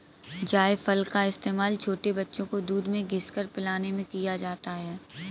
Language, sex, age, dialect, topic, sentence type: Hindi, female, 18-24, Kanauji Braj Bhasha, agriculture, statement